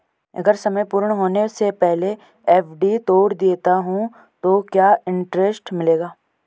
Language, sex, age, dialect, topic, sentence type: Hindi, male, 25-30, Garhwali, banking, question